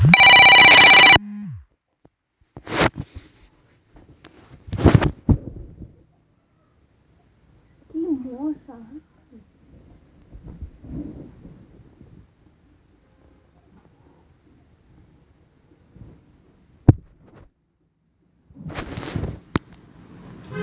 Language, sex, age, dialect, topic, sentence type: Bengali, female, 18-24, Rajbangshi, agriculture, question